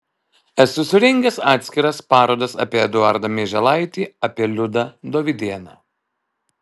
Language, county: Lithuanian, Alytus